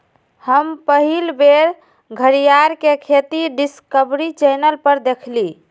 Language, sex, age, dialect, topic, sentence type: Magahi, female, 18-24, Western, agriculture, statement